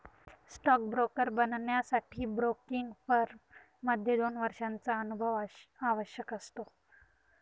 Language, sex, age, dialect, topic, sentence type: Marathi, female, 18-24, Northern Konkan, banking, statement